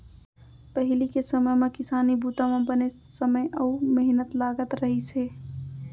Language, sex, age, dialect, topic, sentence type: Chhattisgarhi, female, 18-24, Central, agriculture, statement